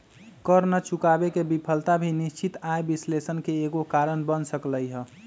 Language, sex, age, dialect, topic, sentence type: Magahi, male, 25-30, Western, banking, statement